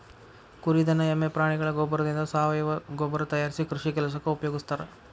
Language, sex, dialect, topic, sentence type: Kannada, male, Dharwad Kannada, agriculture, statement